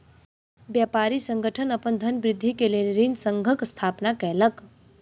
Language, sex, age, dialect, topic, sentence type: Maithili, female, 60-100, Southern/Standard, banking, statement